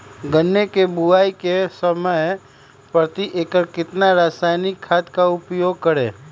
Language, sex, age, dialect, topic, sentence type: Magahi, male, 25-30, Western, agriculture, question